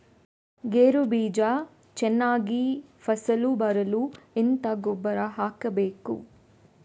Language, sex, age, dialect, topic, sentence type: Kannada, female, 25-30, Coastal/Dakshin, agriculture, question